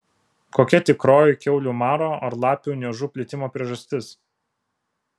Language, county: Lithuanian, Vilnius